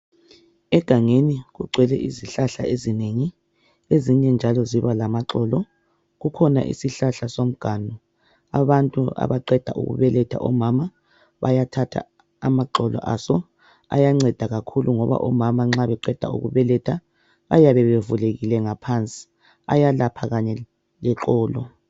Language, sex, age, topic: North Ndebele, male, 36-49, health